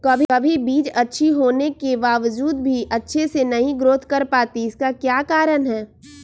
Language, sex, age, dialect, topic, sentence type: Magahi, female, 25-30, Western, agriculture, question